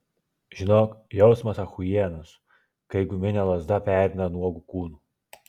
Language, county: Lithuanian, Klaipėda